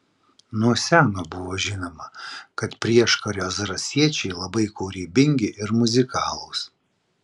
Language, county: Lithuanian, Vilnius